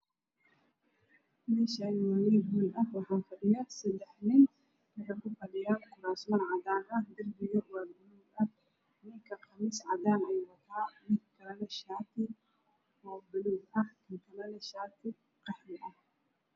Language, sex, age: Somali, female, 25-35